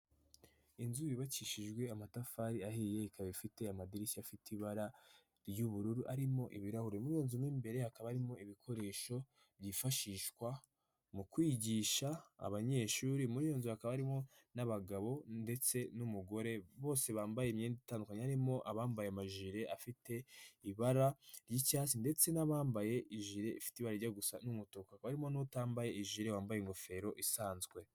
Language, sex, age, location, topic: Kinyarwanda, male, 18-24, Nyagatare, education